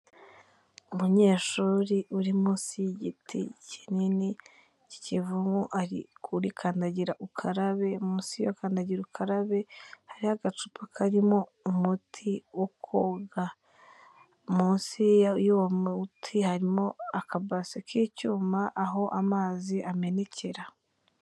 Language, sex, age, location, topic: Kinyarwanda, female, 25-35, Kigali, health